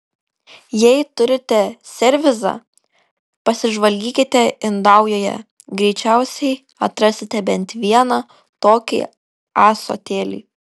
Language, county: Lithuanian, Kaunas